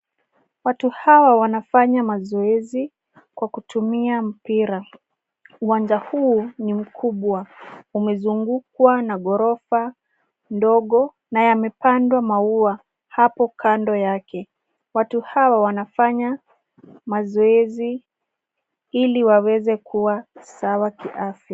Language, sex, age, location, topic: Swahili, female, 25-35, Nairobi, education